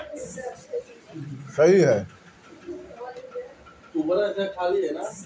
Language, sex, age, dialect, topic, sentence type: Bhojpuri, male, 51-55, Northern, banking, statement